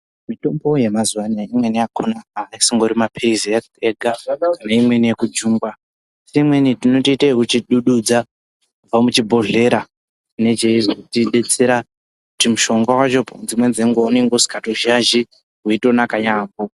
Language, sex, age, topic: Ndau, female, 18-24, health